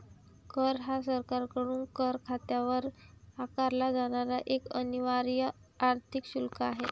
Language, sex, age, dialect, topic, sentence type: Marathi, female, 18-24, Varhadi, banking, statement